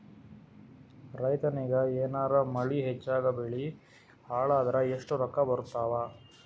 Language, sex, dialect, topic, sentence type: Kannada, male, Northeastern, agriculture, question